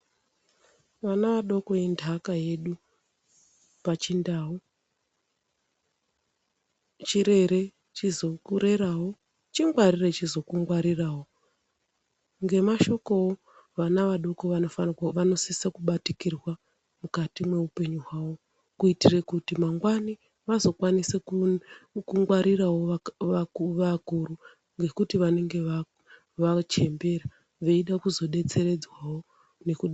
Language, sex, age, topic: Ndau, female, 36-49, health